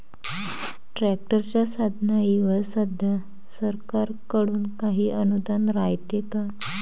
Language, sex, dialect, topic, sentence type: Marathi, female, Varhadi, agriculture, question